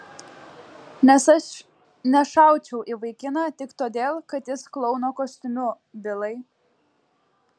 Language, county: Lithuanian, Klaipėda